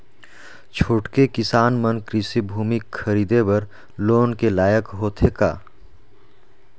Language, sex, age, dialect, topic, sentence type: Chhattisgarhi, male, 31-35, Northern/Bhandar, agriculture, statement